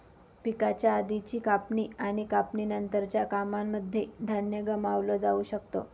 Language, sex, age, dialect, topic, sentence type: Marathi, female, 25-30, Northern Konkan, agriculture, statement